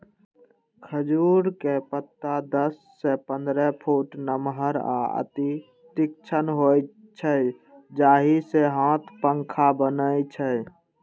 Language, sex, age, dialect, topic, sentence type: Maithili, male, 18-24, Eastern / Thethi, agriculture, statement